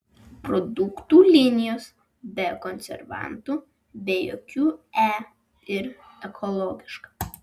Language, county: Lithuanian, Vilnius